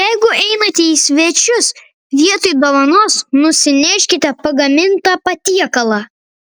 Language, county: Lithuanian, Vilnius